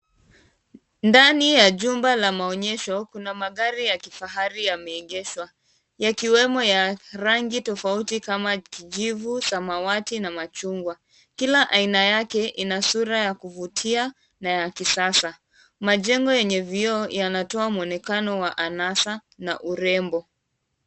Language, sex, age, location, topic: Swahili, female, 18-24, Kisumu, finance